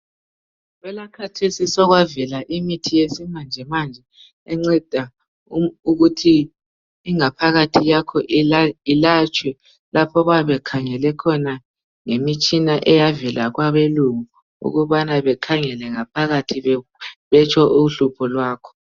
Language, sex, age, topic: North Ndebele, male, 18-24, health